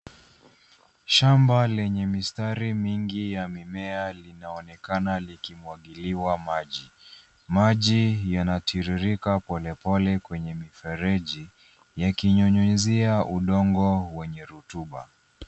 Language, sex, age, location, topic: Swahili, female, 18-24, Nairobi, agriculture